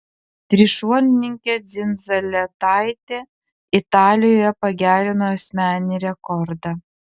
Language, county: Lithuanian, Klaipėda